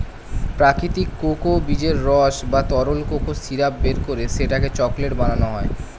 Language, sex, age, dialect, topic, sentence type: Bengali, male, 18-24, Standard Colloquial, agriculture, statement